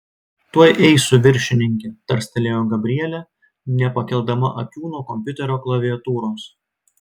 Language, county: Lithuanian, Klaipėda